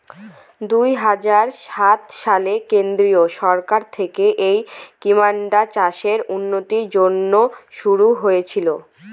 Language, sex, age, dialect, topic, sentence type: Bengali, female, 18-24, Northern/Varendri, agriculture, statement